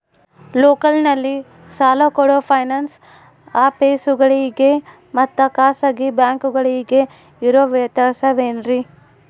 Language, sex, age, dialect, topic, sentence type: Kannada, female, 25-30, Central, banking, question